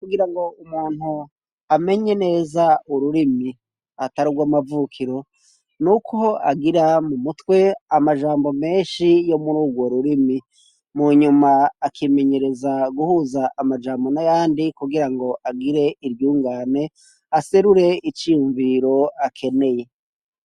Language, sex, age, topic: Rundi, male, 36-49, education